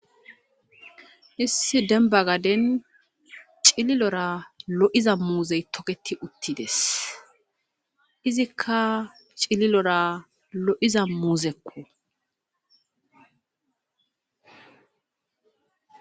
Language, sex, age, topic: Gamo, female, 25-35, agriculture